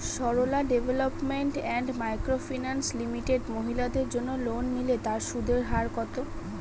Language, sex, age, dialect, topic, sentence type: Bengali, female, 31-35, Standard Colloquial, banking, question